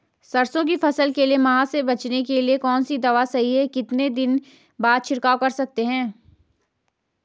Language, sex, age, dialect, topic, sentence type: Hindi, female, 18-24, Garhwali, agriculture, question